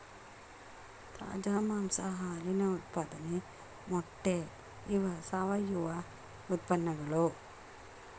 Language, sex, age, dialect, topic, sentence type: Kannada, female, 56-60, Dharwad Kannada, agriculture, statement